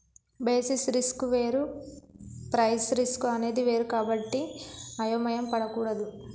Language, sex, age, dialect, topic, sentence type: Telugu, female, 18-24, Telangana, banking, statement